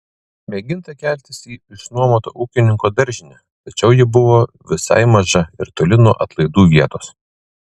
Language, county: Lithuanian, Kaunas